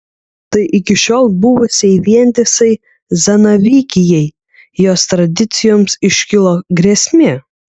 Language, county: Lithuanian, Kaunas